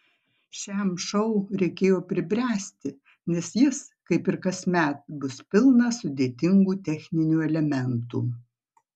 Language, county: Lithuanian, Marijampolė